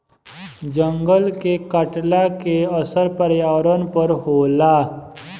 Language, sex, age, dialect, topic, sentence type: Bhojpuri, male, 25-30, Southern / Standard, agriculture, statement